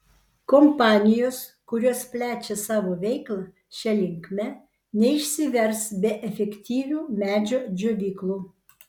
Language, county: Lithuanian, Vilnius